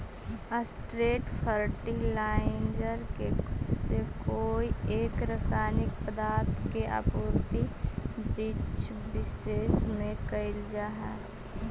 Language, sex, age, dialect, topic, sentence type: Magahi, female, 18-24, Central/Standard, banking, statement